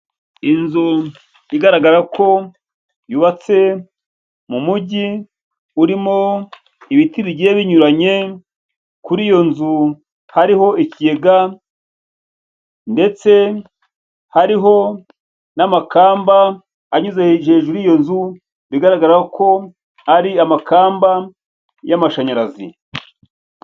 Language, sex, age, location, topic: Kinyarwanda, male, 50+, Kigali, government